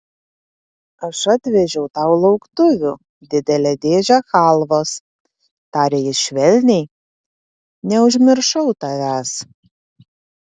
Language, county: Lithuanian, Panevėžys